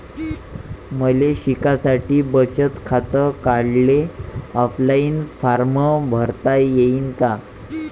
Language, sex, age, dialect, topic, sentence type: Marathi, male, 18-24, Varhadi, banking, question